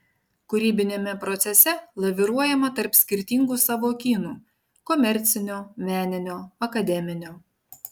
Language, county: Lithuanian, Panevėžys